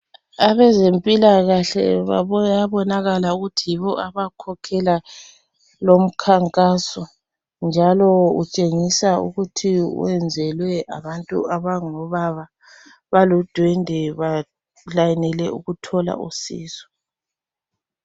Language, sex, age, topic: North Ndebele, female, 36-49, health